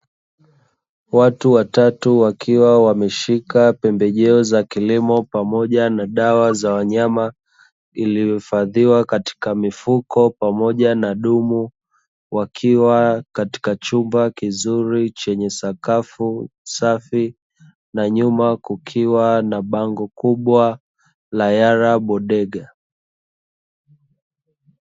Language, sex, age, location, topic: Swahili, male, 25-35, Dar es Salaam, agriculture